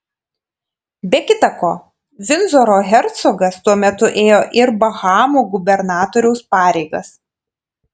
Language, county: Lithuanian, Panevėžys